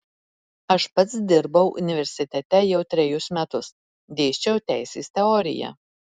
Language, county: Lithuanian, Marijampolė